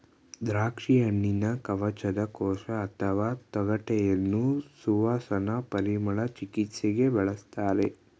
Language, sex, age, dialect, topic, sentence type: Kannada, male, 18-24, Mysore Kannada, agriculture, statement